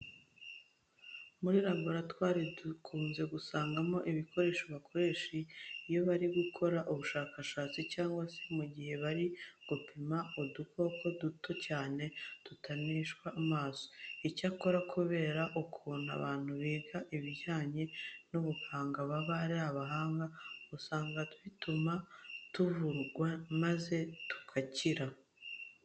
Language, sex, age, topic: Kinyarwanda, female, 36-49, education